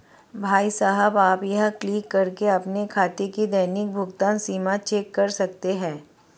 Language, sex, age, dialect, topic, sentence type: Hindi, female, 31-35, Marwari Dhudhari, banking, statement